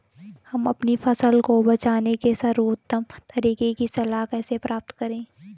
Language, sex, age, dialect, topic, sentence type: Hindi, female, 18-24, Garhwali, agriculture, question